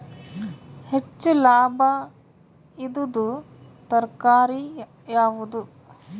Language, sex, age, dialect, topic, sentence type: Kannada, female, 36-40, Northeastern, agriculture, question